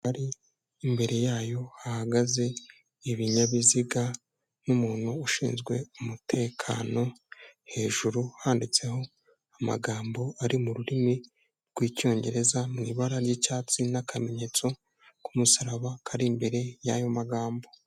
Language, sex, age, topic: Kinyarwanda, male, 18-24, health